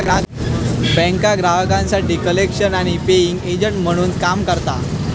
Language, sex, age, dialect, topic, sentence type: Marathi, male, 25-30, Southern Konkan, banking, statement